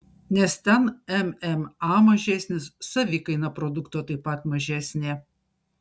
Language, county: Lithuanian, Šiauliai